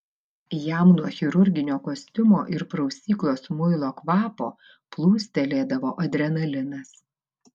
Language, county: Lithuanian, Vilnius